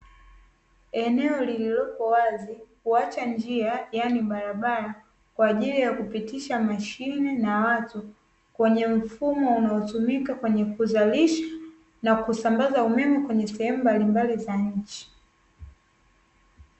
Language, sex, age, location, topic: Swahili, female, 18-24, Dar es Salaam, government